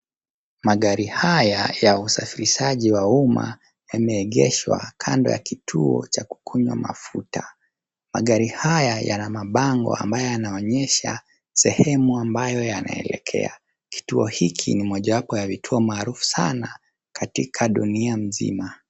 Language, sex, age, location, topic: Swahili, male, 25-35, Nairobi, government